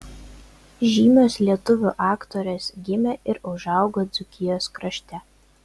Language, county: Lithuanian, Vilnius